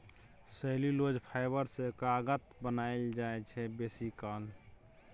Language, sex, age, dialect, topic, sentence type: Maithili, male, 25-30, Bajjika, agriculture, statement